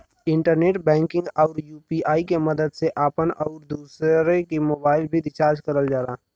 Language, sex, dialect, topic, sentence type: Bhojpuri, male, Western, banking, statement